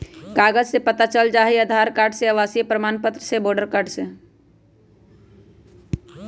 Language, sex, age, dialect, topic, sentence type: Magahi, male, 18-24, Western, banking, question